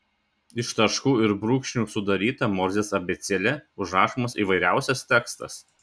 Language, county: Lithuanian, Šiauliai